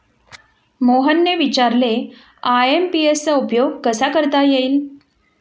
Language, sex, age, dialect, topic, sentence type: Marathi, female, 41-45, Standard Marathi, banking, statement